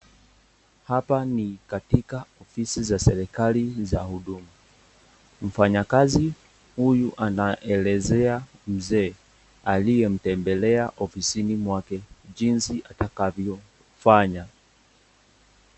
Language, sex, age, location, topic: Swahili, male, 18-24, Nakuru, government